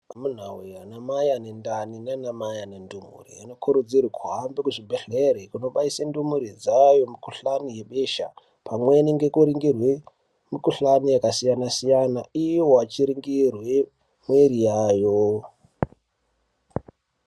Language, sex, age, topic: Ndau, male, 18-24, health